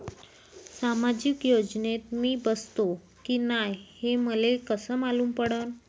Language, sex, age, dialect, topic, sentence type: Marathi, female, 25-30, Varhadi, banking, question